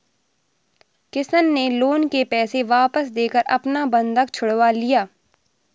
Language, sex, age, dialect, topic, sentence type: Hindi, female, 60-100, Awadhi Bundeli, banking, statement